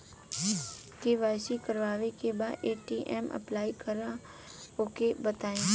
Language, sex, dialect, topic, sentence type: Bhojpuri, female, Western, banking, question